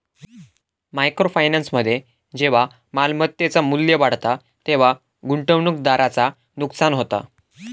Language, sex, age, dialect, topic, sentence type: Marathi, male, 18-24, Southern Konkan, banking, statement